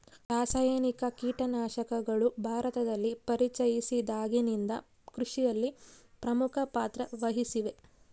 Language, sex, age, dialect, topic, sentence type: Kannada, female, 25-30, Central, agriculture, statement